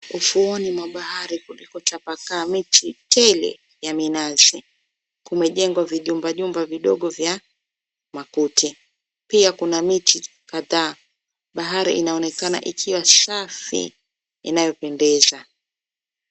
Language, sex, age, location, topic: Swahili, female, 25-35, Mombasa, government